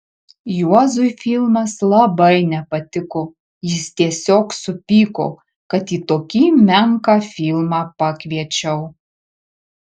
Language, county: Lithuanian, Marijampolė